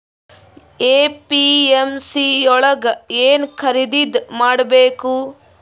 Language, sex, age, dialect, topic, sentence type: Kannada, female, 18-24, Northeastern, agriculture, question